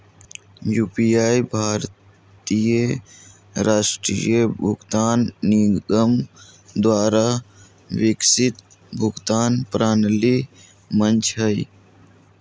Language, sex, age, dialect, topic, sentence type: Magahi, male, 31-35, Southern, banking, statement